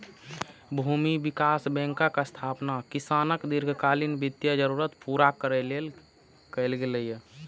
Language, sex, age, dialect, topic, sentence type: Maithili, male, 46-50, Eastern / Thethi, banking, statement